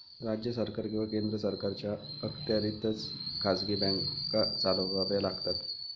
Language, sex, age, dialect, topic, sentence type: Marathi, male, 31-35, Standard Marathi, banking, statement